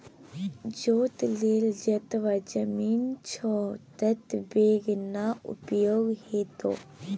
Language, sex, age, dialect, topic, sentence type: Maithili, female, 41-45, Bajjika, agriculture, statement